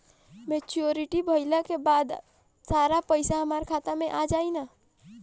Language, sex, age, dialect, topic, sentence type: Bhojpuri, female, 18-24, Northern, banking, question